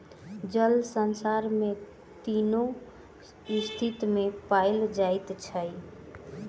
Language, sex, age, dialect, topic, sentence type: Maithili, female, 18-24, Southern/Standard, agriculture, statement